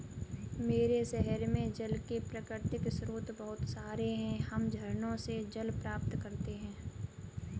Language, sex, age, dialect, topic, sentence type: Hindi, female, 18-24, Kanauji Braj Bhasha, agriculture, statement